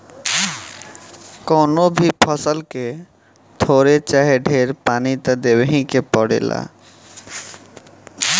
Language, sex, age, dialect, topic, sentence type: Bhojpuri, male, 18-24, Southern / Standard, agriculture, statement